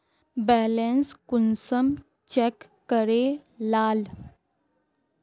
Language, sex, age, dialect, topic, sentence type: Magahi, female, 36-40, Northeastern/Surjapuri, banking, question